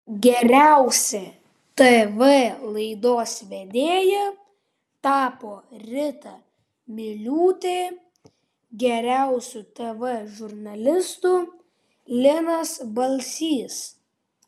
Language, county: Lithuanian, Vilnius